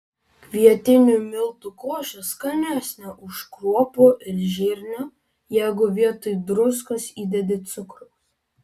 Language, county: Lithuanian, Vilnius